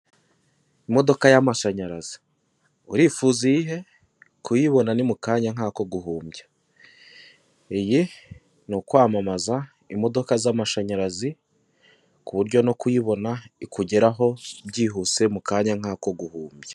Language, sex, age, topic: Kinyarwanda, male, 18-24, finance